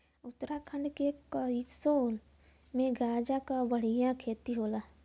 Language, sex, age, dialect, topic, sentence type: Bhojpuri, female, 25-30, Western, agriculture, statement